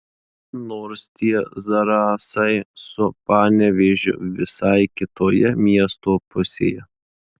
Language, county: Lithuanian, Marijampolė